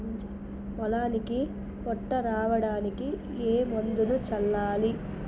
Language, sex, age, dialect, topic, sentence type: Telugu, female, 25-30, Telangana, agriculture, question